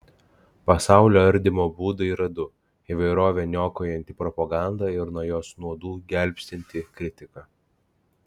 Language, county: Lithuanian, Klaipėda